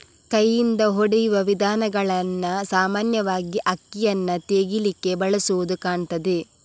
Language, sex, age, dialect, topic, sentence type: Kannada, female, 18-24, Coastal/Dakshin, agriculture, statement